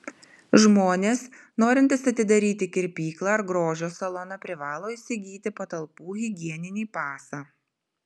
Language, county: Lithuanian, Vilnius